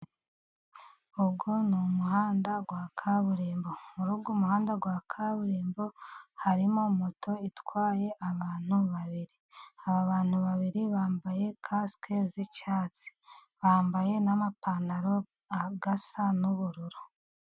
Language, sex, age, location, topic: Kinyarwanda, female, 36-49, Musanze, government